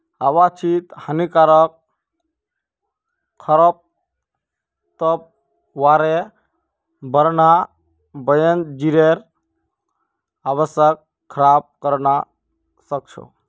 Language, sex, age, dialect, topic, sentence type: Magahi, male, 60-100, Northeastern/Surjapuri, agriculture, statement